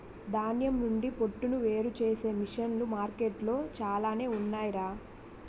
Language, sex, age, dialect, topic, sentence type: Telugu, female, 18-24, Utterandhra, agriculture, statement